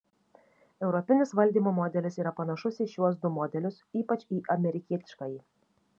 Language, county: Lithuanian, Šiauliai